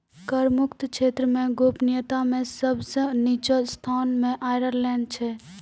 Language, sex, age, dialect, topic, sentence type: Maithili, female, 18-24, Angika, banking, statement